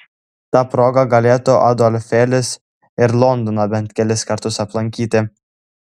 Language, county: Lithuanian, Klaipėda